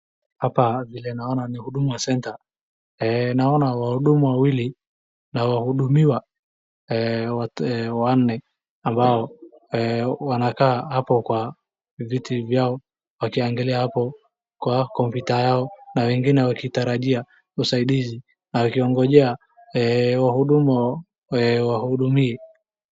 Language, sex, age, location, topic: Swahili, male, 18-24, Wajir, government